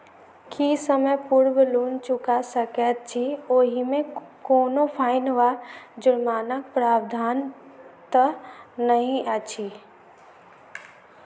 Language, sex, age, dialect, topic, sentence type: Maithili, female, 18-24, Southern/Standard, banking, question